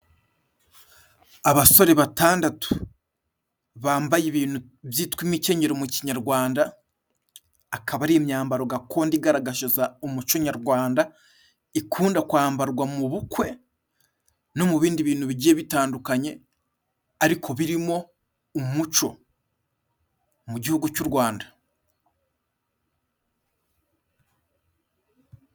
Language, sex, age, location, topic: Kinyarwanda, male, 25-35, Musanze, government